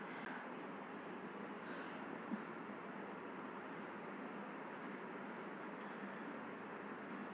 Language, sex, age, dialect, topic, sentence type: Maithili, female, 36-40, Bajjika, agriculture, statement